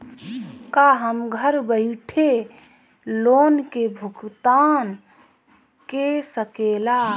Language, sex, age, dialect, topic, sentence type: Bhojpuri, female, 31-35, Northern, banking, question